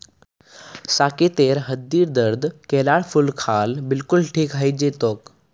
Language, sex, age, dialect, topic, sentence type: Magahi, male, 18-24, Northeastern/Surjapuri, agriculture, statement